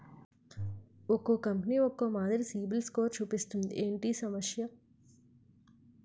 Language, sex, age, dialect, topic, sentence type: Telugu, female, 51-55, Utterandhra, banking, question